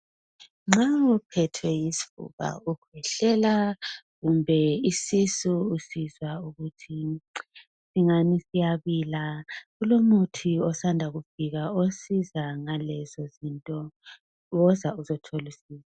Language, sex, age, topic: North Ndebele, female, 25-35, health